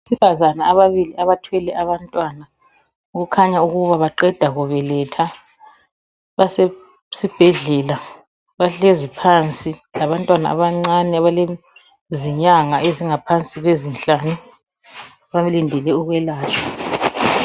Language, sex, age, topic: North Ndebele, female, 36-49, health